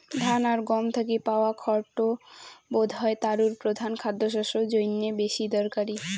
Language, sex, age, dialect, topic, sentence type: Bengali, female, 18-24, Rajbangshi, agriculture, statement